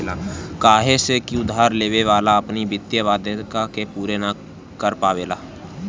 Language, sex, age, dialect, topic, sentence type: Bhojpuri, male, <18, Northern, banking, statement